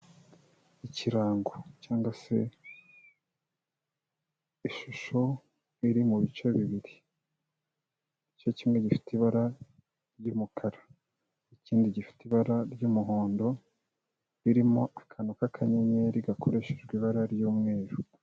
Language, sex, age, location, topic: Kinyarwanda, male, 25-35, Kigali, health